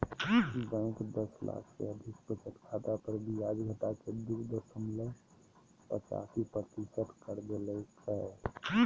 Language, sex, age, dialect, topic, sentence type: Magahi, male, 31-35, Southern, banking, statement